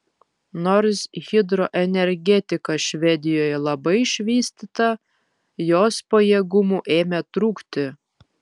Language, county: Lithuanian, Vilnius